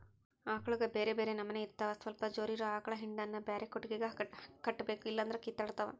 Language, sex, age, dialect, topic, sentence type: Kannada, female, 56-60, Central, agriculture, statement